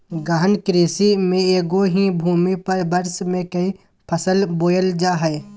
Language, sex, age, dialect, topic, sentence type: Magahi, male, 18-24, Southern, agriculture, statement